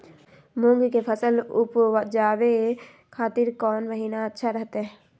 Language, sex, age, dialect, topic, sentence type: Magahi, female, 60-100, Southern, agriculture, question